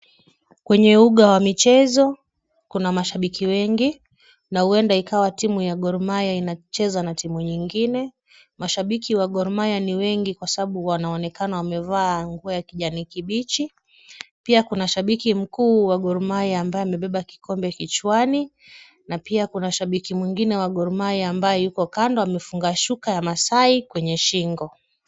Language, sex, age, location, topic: Swahili, female, 25-35, Kisumu, government